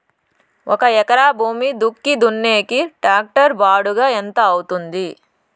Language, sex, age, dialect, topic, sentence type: Telugu, female, 60-100, Southern, agriculture, question